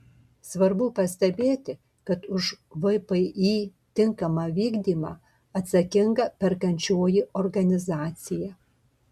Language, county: Lithuanian, Marijampolė